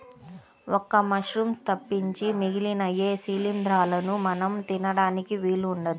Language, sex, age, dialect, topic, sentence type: Telugu, female, 31-35, Central/Coastal, agriculture, statement